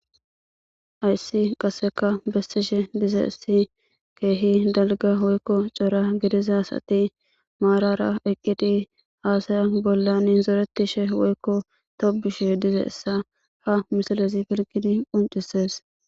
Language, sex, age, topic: Gamo, male, 18-24, government